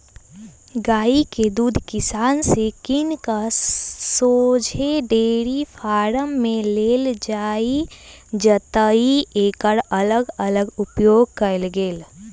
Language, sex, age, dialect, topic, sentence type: Magahi, female, 18-24, Western, agriculture, statement